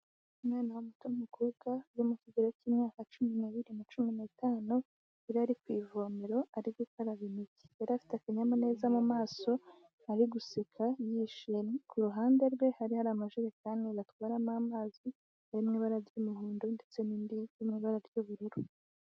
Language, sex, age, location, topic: Kinyarwanda, female, 18-24, Kigali, health